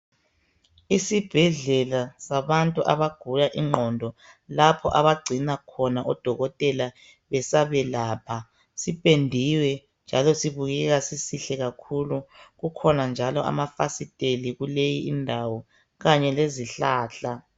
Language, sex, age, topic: North Ndebele, male, 36-49, health